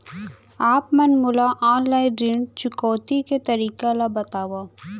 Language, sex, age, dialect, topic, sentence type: Chhattisgarhi, female, 25-30, Central, banking, question